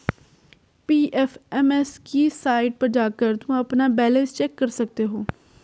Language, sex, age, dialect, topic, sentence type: Hindi, female, 46-50, Garhwali, banking, statement